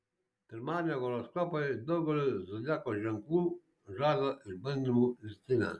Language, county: Lithuanian, Šiauliai